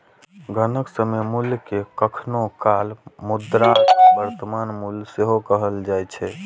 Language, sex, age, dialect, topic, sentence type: Maithili, male, 18-24, Eastern / Thethi, banking, statement